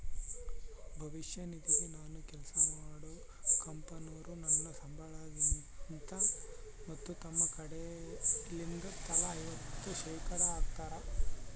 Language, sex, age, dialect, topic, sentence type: Kannada, male, 18-24, Central, banking, statement